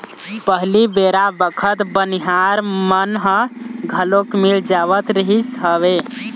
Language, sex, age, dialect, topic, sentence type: Chhattisgarhi, male, 18-24, Eastern, banking, statement